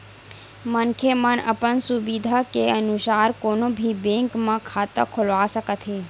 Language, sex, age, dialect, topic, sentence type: Chhattisgarhi, female, 18-24, Western/Budati/Khatahi, banking, statement